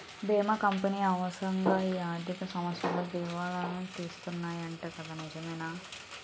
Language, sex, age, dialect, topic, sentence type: Telugu, female, 18-24, Utterandhra, banking, statement